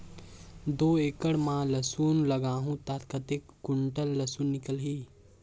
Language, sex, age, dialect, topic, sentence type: Chhattisgarhi, male, 18-24, Northern/Bhandar, agriculture, question